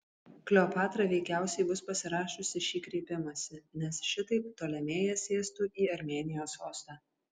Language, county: Lithuanian, Kaunas